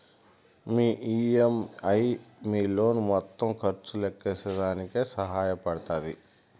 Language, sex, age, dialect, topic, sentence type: Telugu, male, 31-35, Southern, banking, statement